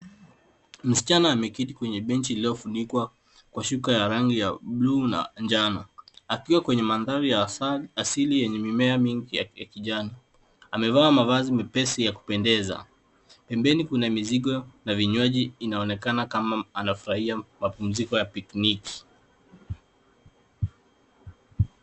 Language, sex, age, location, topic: Swahili, male, 18-24, Nairobi, government